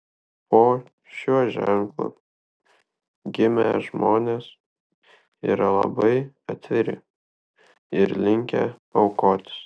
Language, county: Lithuanian, Kaunas